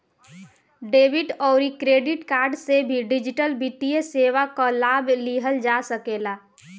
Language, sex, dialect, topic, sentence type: Bhojpuri, female, Northern, banking, statement